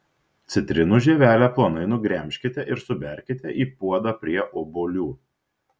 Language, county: Lithuanian, Šiauliai